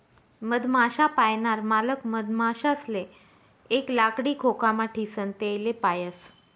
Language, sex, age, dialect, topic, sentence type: Marathi, female, 25-30, Northern Konkan, agriculture, statement